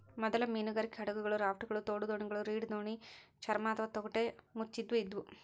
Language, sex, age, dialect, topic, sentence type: Kannada, male, 60-100, Central, agriculture, statement